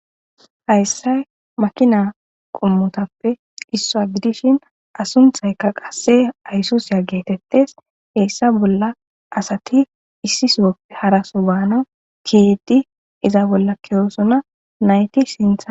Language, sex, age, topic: Gamo, female, 25-35, government